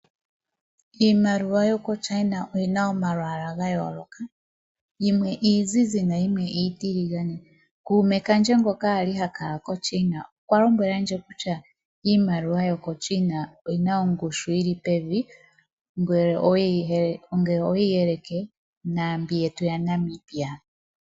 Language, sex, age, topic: Oshiwambo, female, 25-35, finance